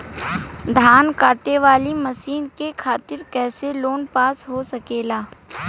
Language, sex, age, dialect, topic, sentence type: Bhojpuri, female, 18-24, Western, agriculture, question